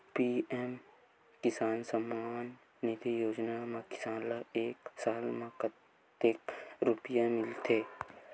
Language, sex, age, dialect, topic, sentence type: Chhattisgarhi, male, 18-24, Western/Budati/Khatahi, agriculture, question